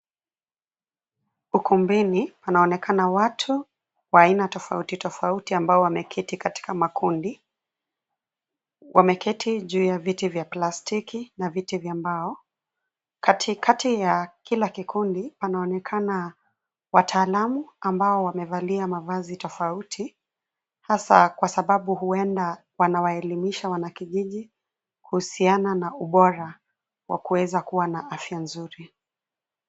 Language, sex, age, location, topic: Swahili, female, 25-35, Nairobi, health